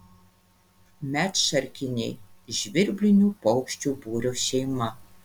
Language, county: Lithuanian, Panevėžys